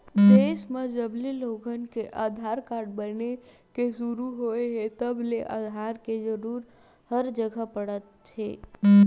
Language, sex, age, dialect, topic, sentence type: Chhattisgarhi, female, 41-45, Western/Budati/Khatahi, banking, statement